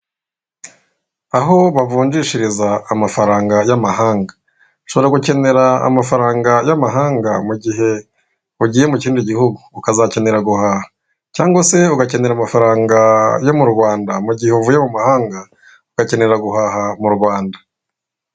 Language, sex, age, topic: Kinyarwanda, female, 36-49, finance